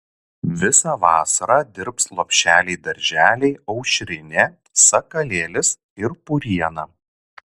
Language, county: Lithuanian, Šiauliai